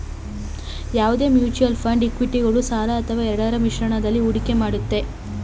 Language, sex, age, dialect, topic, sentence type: Kannada, female, 25-30, Mysore Kannada, banking, statement